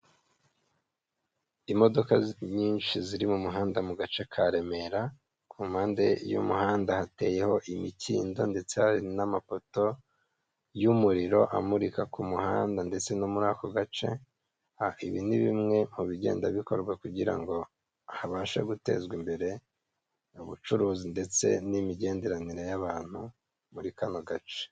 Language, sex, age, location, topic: Kinyarwanda, male, 25-35, Kigali, government